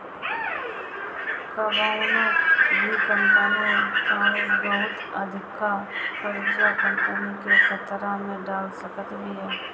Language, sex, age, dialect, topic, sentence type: Bhojpuri, female, 25-30, Northern, banking, statement